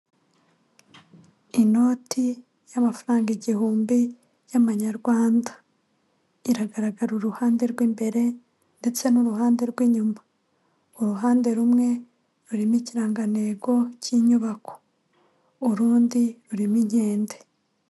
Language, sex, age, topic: Kinyarwanda, female, 25-35, finance